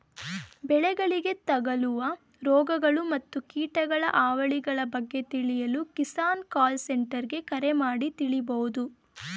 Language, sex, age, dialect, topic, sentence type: Kannada, female, 18-24, Mysore Kannada, agriculture, statement